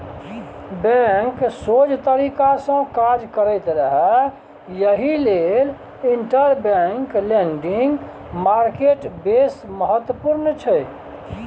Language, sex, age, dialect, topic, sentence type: Maithili, male, 56-60, Bajjika, banking, statement